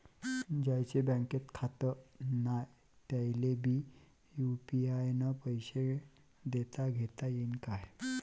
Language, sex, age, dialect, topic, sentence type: Marathi, male, 25-30, Varhadi, banking, question